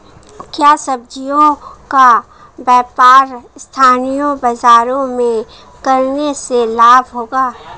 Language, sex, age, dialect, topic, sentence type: Hindi, female, 25-30, Marwari Dhudhari, agriculture, question